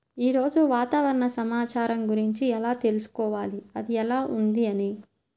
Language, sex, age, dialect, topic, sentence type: Telugu, female, 31-35, Central/Coastal, agriculture, question